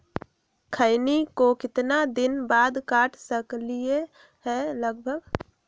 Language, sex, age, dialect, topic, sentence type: Magahi, female, 25-30, Western, agriculture, question